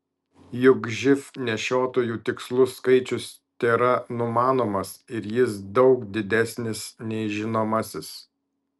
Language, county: Lithuanian, Vilnius